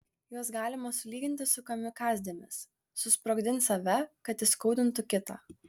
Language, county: Lithuanian, Klaipėda